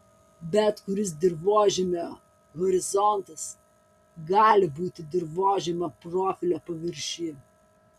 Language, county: Lithuanian, Kaunas